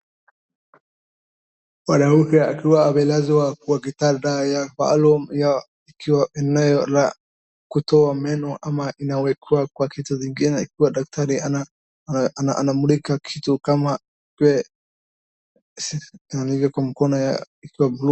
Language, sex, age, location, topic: Swahili, male, 18-24, Wajir, health